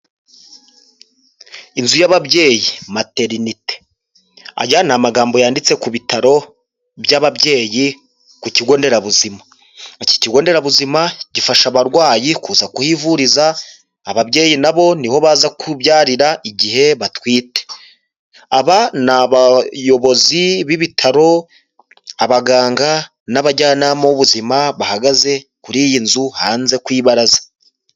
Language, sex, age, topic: Kinyarwanda, male, 25-35, health